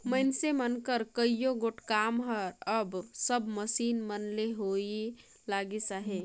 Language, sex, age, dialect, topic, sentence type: Chhattisgarhi, female, 18-24, Northern/Bhandar, agriculture, statement